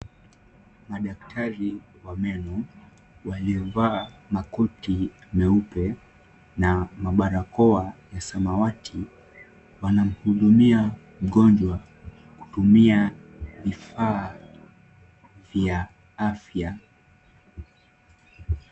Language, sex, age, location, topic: Swahili, male, 18-24, Kisumu, health